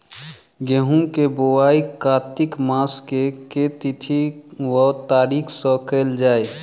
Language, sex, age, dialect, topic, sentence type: Maithili, male, 31-35, Southern/Standard, agriculture, question